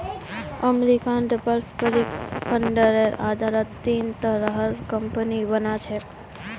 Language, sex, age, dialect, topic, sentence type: Magahi, male, 31-35, Northeastern/Surjapuri, banking, statement